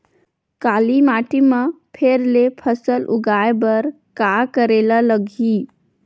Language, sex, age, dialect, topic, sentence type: Chhattisgarhi, female, 31-35, Western/Budati/Khatahi, agriculture, question